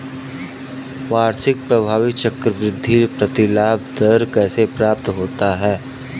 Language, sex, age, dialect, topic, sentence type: Hindi, male, 25-30, Kanauji Braj Bhasha, banking, statement